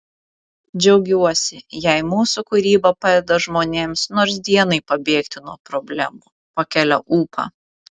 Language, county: Lithuanian, Vilnius